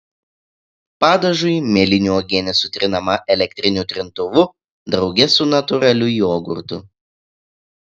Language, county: Lithuanian, Klaipėda